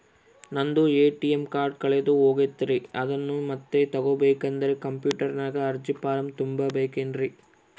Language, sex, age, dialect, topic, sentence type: Kannada, male, 41-45, Central, banking, question